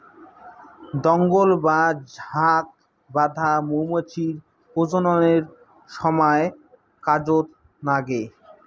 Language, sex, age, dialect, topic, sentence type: Bengali, male, 18-24, Rajbangshi, agriculture, statement